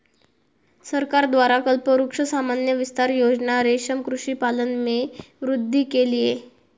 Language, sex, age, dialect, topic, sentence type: Marathi, female, 18-24, Southern Konkan, agriculture, statement